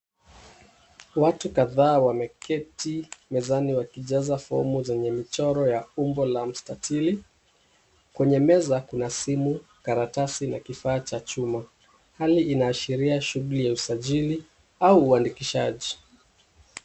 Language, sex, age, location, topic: Swahili, male, 36-49, Kisumu, government